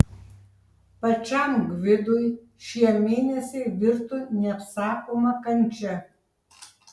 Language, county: Lithuanian, Tauragė